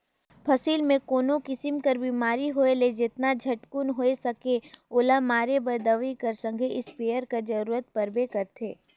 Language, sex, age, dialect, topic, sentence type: Chhattisgarhi, female, 18-24, Northern/Bhandar, agriculture, statement